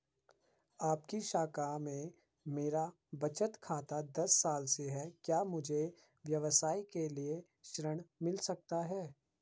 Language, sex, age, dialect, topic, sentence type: Hindi, male, 51-55, Garhwali, banking, question